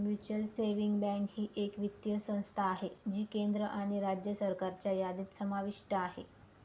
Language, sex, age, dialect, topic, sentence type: Marathi, female, 25-30, Northern Konkan, banking, statement